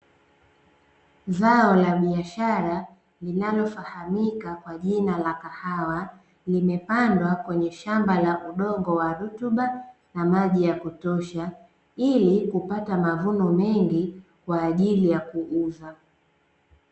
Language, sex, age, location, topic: Swahili, female, 18-24, Dar es Salaam, agriculture